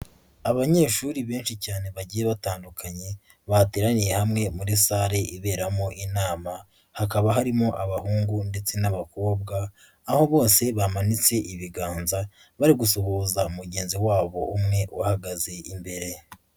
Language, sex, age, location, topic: Kinyarwanda, female, 18-24, Huye, education